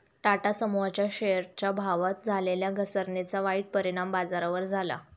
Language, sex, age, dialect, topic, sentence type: Marathi, female, 18-24, Standard Marathi, banking, statement